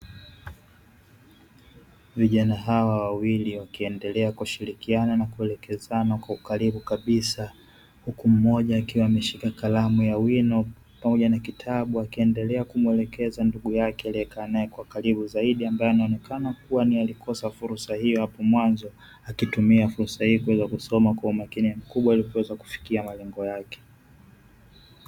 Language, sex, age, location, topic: Swahili, male, 25-35, Dar es Salaam, education